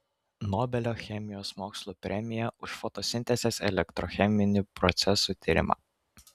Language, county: Lithuanian, Kaunas